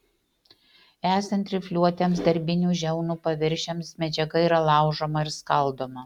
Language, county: Lithuanian, Utena